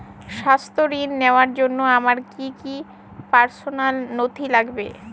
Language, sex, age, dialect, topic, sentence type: Bengali, female, 18-24, Northern/Varendri, banking, question